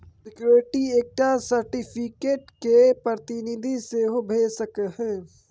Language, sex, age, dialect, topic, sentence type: Maithili, male, 18-24, Bajjika, banking, statement